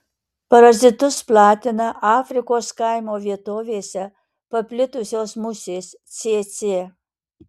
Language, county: Lithuanian, Alytus